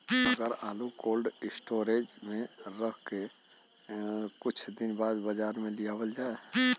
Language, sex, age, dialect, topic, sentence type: Bhojpuri, male, <18, Western, agriculture, question